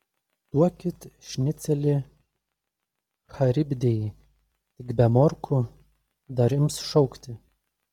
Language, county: Lithuanian, Telšiai